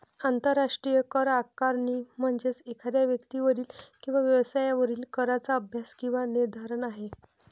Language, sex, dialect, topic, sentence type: Marathi, female, Varhadi, banking, statement